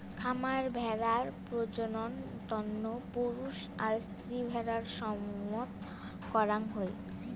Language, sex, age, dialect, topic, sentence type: Bengali, female, 18-24, Rajbangshi, agriculture, statement